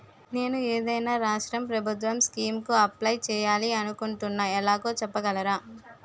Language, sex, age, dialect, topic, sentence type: Telugu, female, 18-24, Utterandhra, banking, question